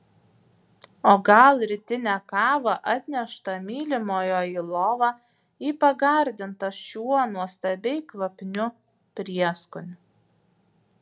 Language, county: Lithuanian, Vilnius